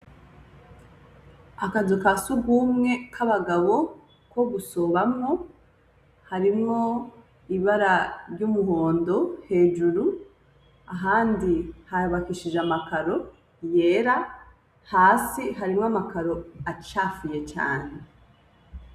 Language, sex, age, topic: Rundi, female, 25-35, education